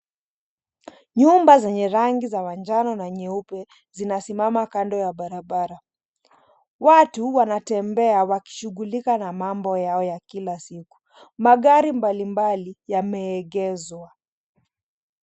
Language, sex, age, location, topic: Swahili, female, 25-35, Mombasa, government